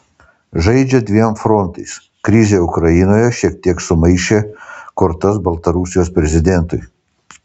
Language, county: Lithuanian, Panevėžys